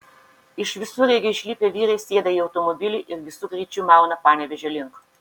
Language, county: Lithuanian, Šiauliai